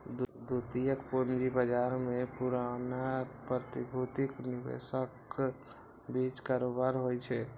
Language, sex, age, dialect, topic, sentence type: Maithili, male, 51-55, Eastern / Thethi, banking, statement